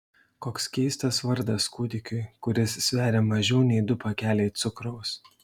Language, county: Lithuanian, Šiauliai